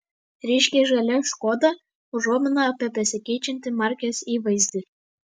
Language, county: Lithuanian, Vilnius